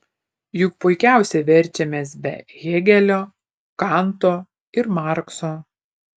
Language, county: Lithuanian, Panevėžys